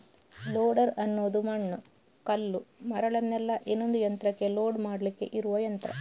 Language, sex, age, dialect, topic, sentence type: Kannada, female, 31-35, Coastal/Dakshin, agriculture, statement